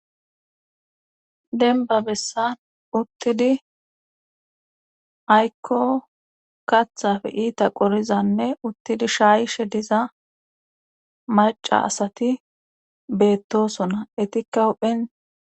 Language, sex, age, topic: Gamo, female, 18-24, government